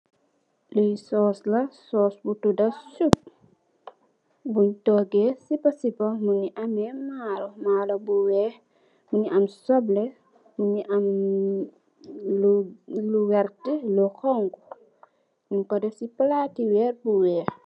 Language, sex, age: Wolof, female, 18-24